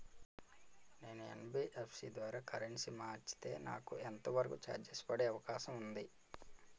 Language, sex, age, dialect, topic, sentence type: Telugu, male, 25-30, Utterandhra, banking, question